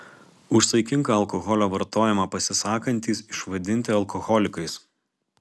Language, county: Lithuanian, Alytus